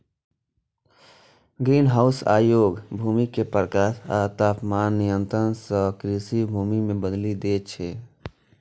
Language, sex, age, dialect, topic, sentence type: Maithili, male, 25-30, Eastern / Thethi, agriculture, statement